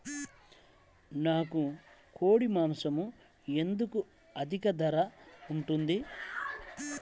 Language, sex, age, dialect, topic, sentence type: Telugu, male, 36-40, Central/Coastal, agriculture, question